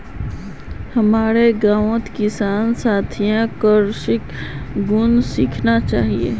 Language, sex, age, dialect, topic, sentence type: Magahi, female, 18-24, Northeastern/Surjapuri, agriculture, statement